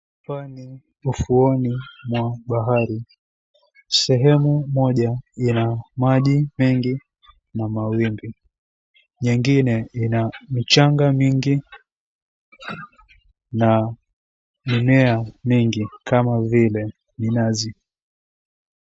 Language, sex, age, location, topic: Swahili, female, 18-24, Mombasa, government